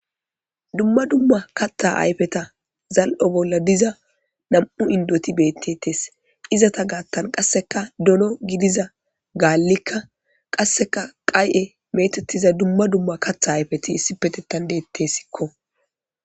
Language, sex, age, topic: Gamo, male, 25-35, government